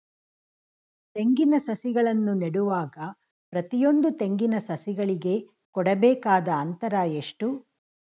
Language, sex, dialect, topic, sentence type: Kannada, female, Mysore Kannada, agriculture, question